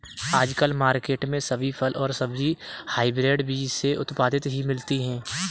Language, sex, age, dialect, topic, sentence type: Hindi, male, 18-24, Kanauji Braj Bhasha, agriculture, statement